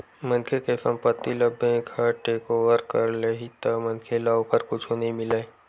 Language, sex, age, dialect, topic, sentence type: Chhattisgarhi, male, 56-60, Western/Budati/Khatahi, banking, statement